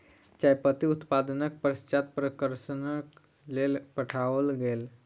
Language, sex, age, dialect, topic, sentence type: Maithili, female, 60-100, Southern/Standard, agriculture, statement